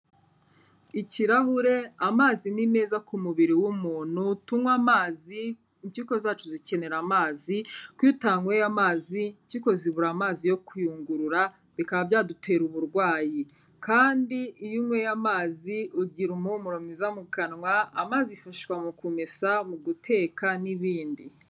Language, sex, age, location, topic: Kinyarwanda, female, 25-35, Kigali, health